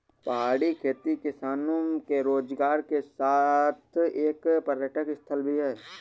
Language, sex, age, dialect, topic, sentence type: Hindi, male, 18-24, Awadhi Bundeli, agriculture, statement